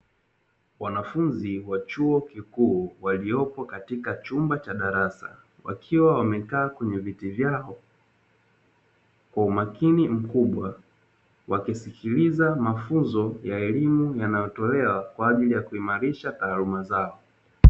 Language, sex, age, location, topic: Swahili, male, 18-24, Dar es Salaam, education